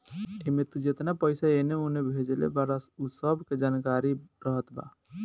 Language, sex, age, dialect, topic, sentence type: Bhojpuri, male, 18-24, Northern, banking, statement